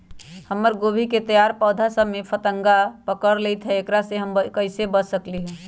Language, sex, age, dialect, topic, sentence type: Magahi, female, 41-45, Western, agriculture, question